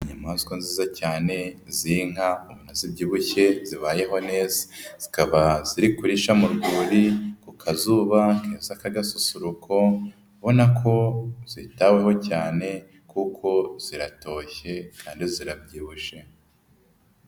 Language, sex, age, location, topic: Kinyarwanda, male, 25-35, Nyagatare, agriculture